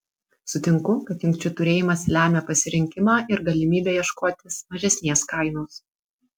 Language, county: Lithuanian, Vilnius